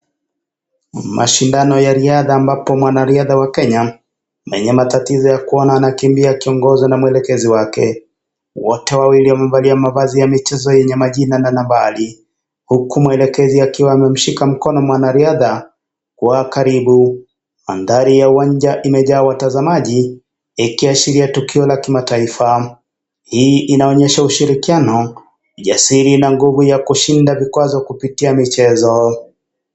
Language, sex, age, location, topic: Swahili, male, 25-35, Kisii, education